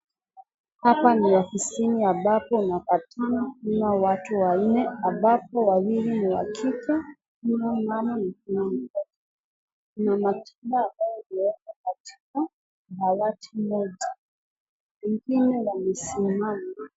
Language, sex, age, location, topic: Swahili, female, 25-35, Nakuru, government